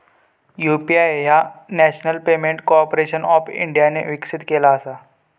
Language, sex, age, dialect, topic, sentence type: Marathi, male, 31-35, Southern Konkan, banking, statement